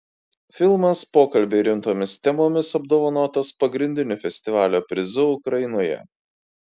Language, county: Lithuanian, Kaunas